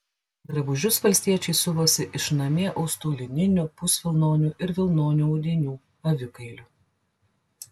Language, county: Lithuanian, Klaipėda